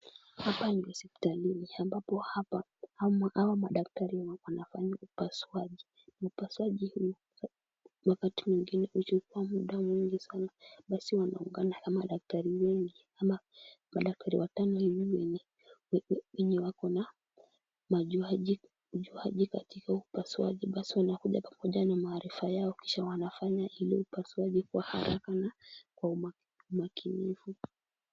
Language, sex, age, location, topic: Swahili, female, 18-24, Kisumu, health